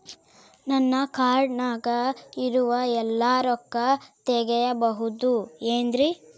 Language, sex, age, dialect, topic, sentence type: Kannada, female, 18-24, Central, banking, question